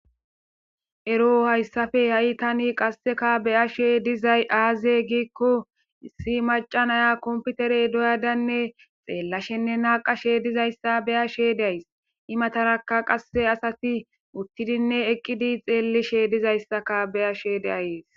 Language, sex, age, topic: Gamo, female, 18-24, government